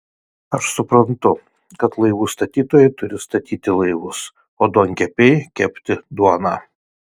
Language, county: Lithuanian, Kaunas